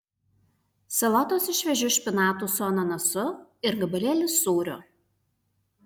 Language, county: Lithuanian, Alytus